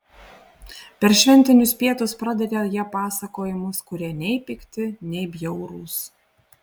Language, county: Lithuanian, Panevėžys